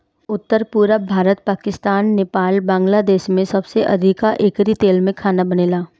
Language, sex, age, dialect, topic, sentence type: Bhojpuri, female, 18-24, Northern, agriculture, statement